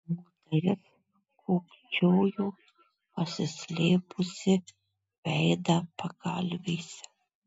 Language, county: Lithuanian, Marijampolė